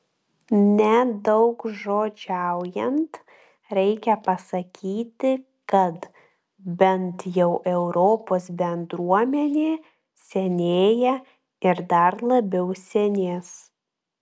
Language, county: Lithuanian, Klaipėda